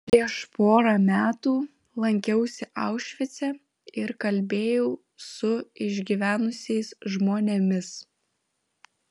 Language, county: Lithuanian, Vilnius